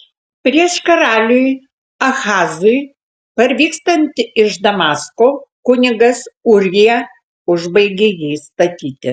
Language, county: Lithuanian, Tauragė